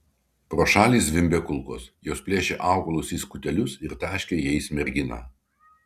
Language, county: Lithuanian, Kaunas